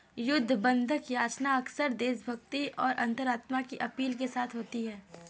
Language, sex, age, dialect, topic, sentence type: Hindi, female, 18-24, Kanauji Braj Bhasha, banking, statement